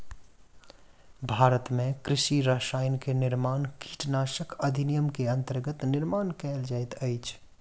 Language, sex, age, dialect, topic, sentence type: Maithili, male, 25-30, Southern/Standard, agriculture, statement